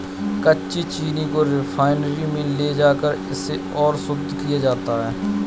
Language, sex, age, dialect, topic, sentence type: Hindi, male, 31-35, Kanauji Braj Bhasha, agriculture, statement